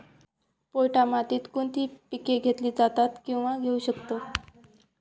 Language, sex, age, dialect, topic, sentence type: Marathi, male, 25-30, Northern Konkan, agriculture, question